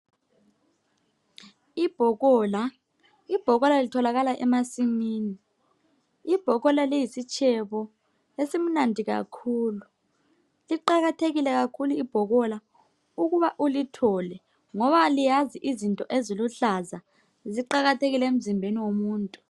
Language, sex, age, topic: North Ndebele, male, 25-35, health